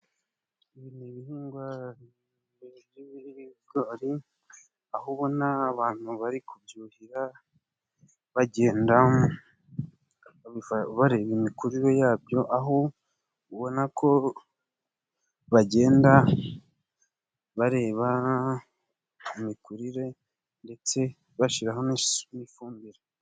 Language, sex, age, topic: Kinyarwanda, male, 25-35, agriculture